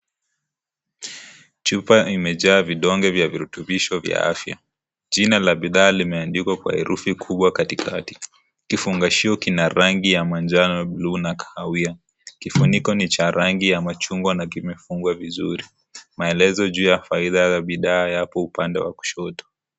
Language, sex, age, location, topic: Swahili, male, 25-35, Kisii, health